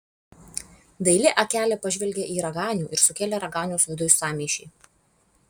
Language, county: Lithuanian, Alytus